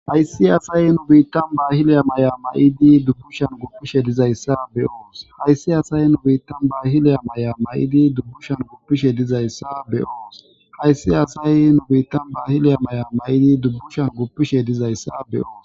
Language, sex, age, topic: Gamo, male, 18-24, government